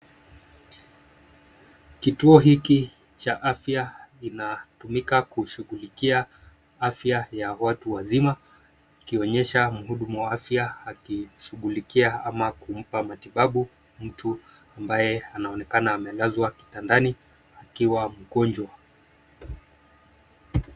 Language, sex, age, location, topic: Swahili, male, 25-35, Nairobi, health